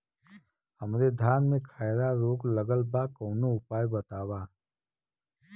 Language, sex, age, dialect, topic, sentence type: Bhojpuri, male, 41-45, Western, agriculture, question